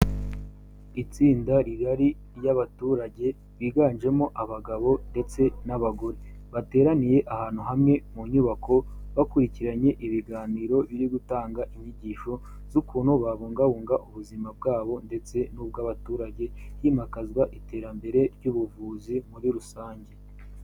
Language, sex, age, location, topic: Kinyarwanda, male, 18-24, Kigali, health